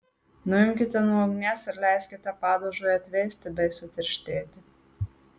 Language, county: Lithuanian, Marijampolė